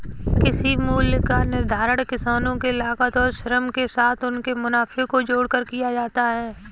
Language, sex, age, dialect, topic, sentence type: Hindi, female, 18-24, Kanauji Braj Bhasha, agriculture, statement